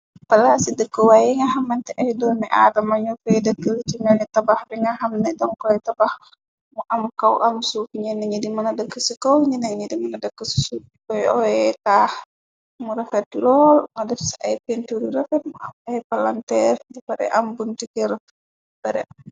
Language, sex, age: Wolof, female, 25-35